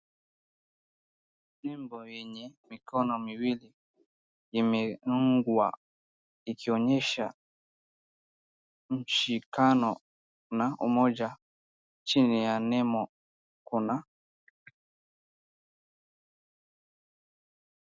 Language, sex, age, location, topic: Swahili, male, 36-49, Wajir, government